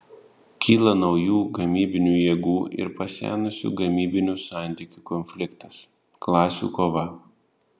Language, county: Lithuanian, Panevėžys